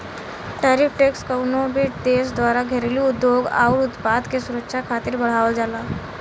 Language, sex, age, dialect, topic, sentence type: Bhojpuri, female, 18-24, Western, banking, statement